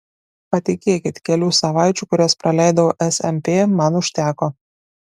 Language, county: Lithuanian, Klaipėda